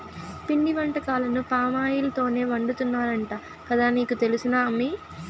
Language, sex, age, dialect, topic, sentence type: Telugu, female, 18-24, Southern, agriculture, statement